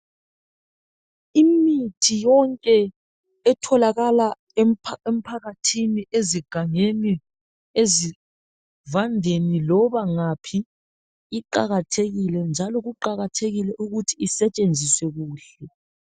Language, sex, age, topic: North Ndebele, male, 36-49, health